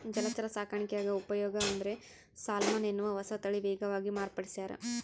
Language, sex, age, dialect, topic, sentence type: Kannada, female, 25-30, Central, agriculture, statement